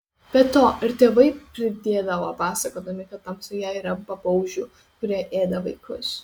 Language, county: Lithuanian, Kaunas